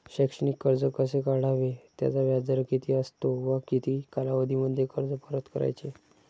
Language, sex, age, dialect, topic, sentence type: Marathi, male, 60-100, Standard Marathi, banking, question